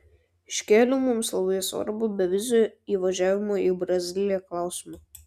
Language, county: Lithuanian, Šiauliai